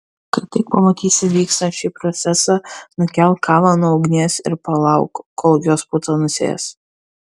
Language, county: Lithuanian, Kaunas